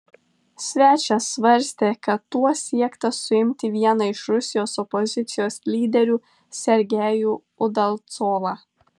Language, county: Lithuanian, Tauragė